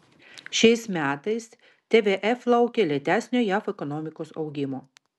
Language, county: Lithuanian, Vilnius